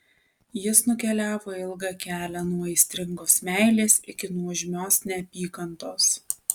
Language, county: Lithuanian, Alytus